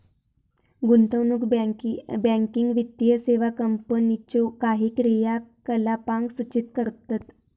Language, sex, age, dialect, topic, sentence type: Marathi, female, 18-24, Southern Konkan, banking, statement